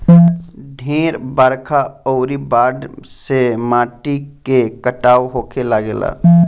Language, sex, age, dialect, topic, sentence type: Bhojpuri, male, 18-24, Northern, agriculture, statement